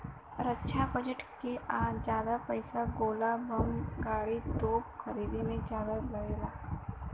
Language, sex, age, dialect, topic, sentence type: Bhojpuri, female, 18-24, Western, banking, statement